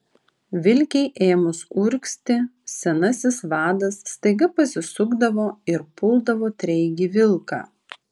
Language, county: Lithuanian, Vilnius